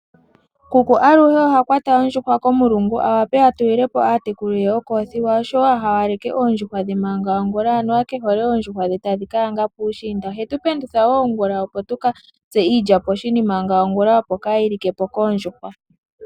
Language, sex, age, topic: Oshiwambo, female, 18-24, agriculture